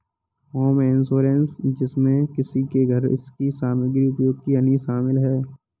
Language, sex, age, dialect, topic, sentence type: Hindi, male, 18-24, Kanauji Braj Bhasha, banking, statement